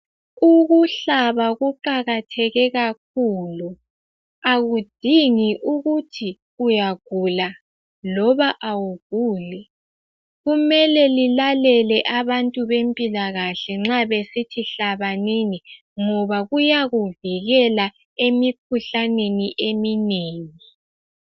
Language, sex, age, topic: North Ndebele, female, 18-24, health